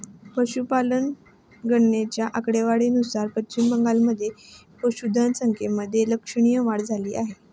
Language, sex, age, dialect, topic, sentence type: Marathi, female, 18-24, Standard Marathi, agriculture, statement